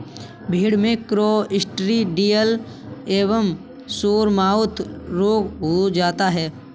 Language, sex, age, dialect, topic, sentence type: Hindi, male, 25-30, Kanauji Braj Bhasha, agriculture, statement